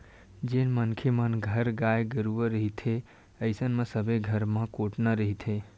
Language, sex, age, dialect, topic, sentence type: Chhattisgarhi, male, 18-24, Western/Budati/Khatahi, agriculture, statement